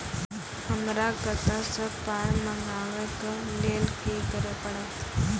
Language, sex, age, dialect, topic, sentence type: Maithili, female, 18-24, Angika, banking, question